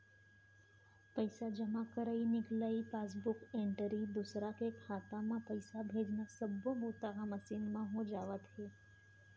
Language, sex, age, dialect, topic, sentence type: Chhattisgarhi, female, 18-24, Central, banking, statement